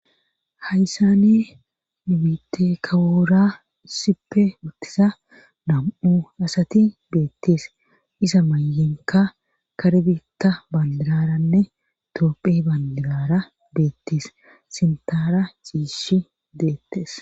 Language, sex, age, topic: Gamo, female, 36-49, government